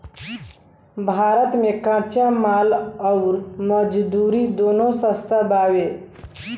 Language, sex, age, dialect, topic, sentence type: Bhojpuri, male, <18, Southern / Standard, agriculture, statement